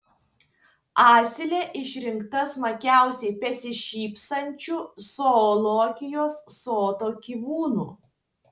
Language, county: Lithuanian, Tauragė